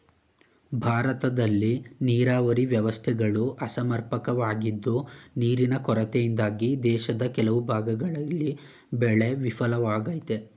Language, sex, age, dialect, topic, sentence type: Kannada, male, 18-24, Mysore Kannada, agriculture, statement